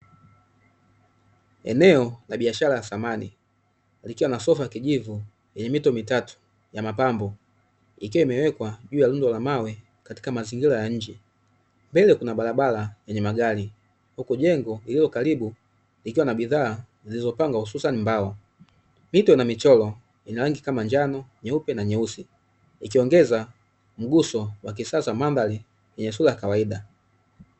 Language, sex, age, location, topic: Swahili, male, 25-35, Dar es Salaam, finance